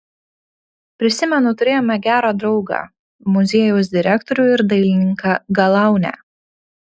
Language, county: Lithuanian, Panevėžys